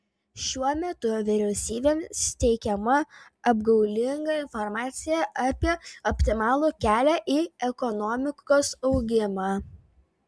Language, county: Lithuanian, Vilnius